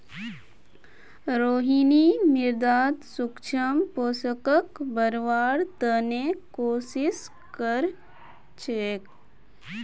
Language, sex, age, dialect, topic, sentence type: Magahi, female, 25-30, Northeastern/Surjapuri, agriculture, statement